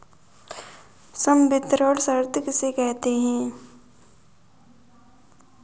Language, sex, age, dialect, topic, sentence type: Hindi, female, 18-24, Kanauji Braj Bhasha, banking, question